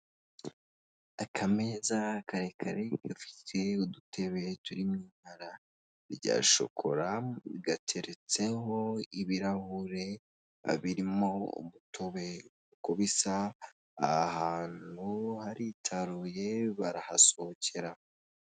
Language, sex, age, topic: Kinyarwanda, female, 18-24, finance